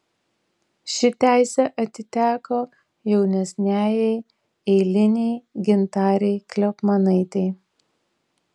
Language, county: Lithuanian, Tauragė